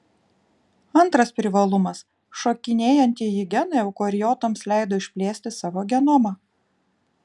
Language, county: Lithuanian, Vilnius